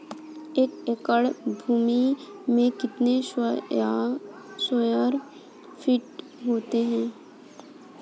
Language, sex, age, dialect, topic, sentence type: Hindi, female, 18-24, Kanauji Braj Bhasha, agriculture, question